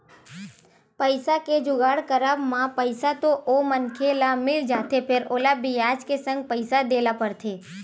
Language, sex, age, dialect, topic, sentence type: Chhattisgarhi, female, 25-30, Western/Budati/Khatahi, banking, statement